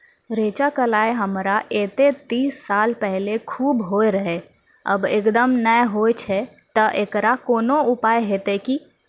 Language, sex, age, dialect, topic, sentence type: Maithili, female, 41-45, Angika, agriculture, question